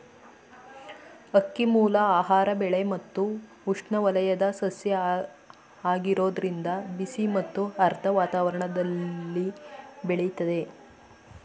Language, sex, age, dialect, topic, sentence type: Kannada, female, 25-30, Mysore Kannada, agriculture, statement